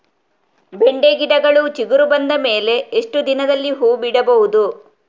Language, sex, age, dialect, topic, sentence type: Kannada, female, 36-40, Coastal/Dakshin, agriculture, question